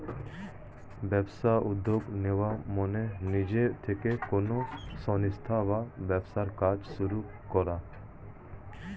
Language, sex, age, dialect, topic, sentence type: Bengali, male, 36-40, Standard Colloquial, banking, statement